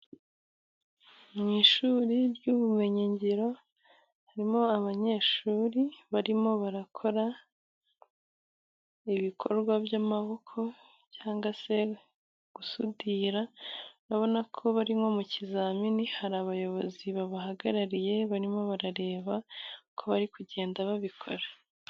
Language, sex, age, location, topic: Kinyarwanda, female, 18-24, Musanze, education